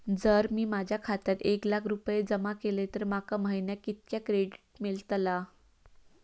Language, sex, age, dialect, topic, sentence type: Marathi, female, 18-24, Southern Konkan, banking, question